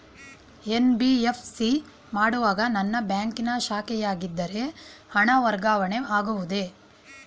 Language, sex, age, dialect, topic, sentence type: Kannada, female, 41-45, Mysore Kannada, banking, question